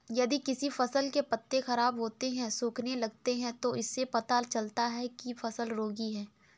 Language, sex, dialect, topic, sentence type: Hindi, female, Kanauji Braj Bhasha, agriculture, statement